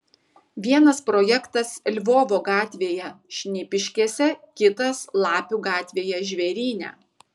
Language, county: Lithuanian, Kaunas